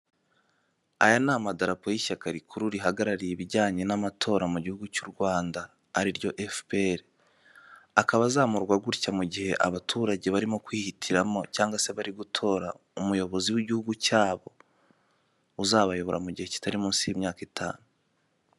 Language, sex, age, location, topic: Kinyarwanda, male, 18-24, Kigali, government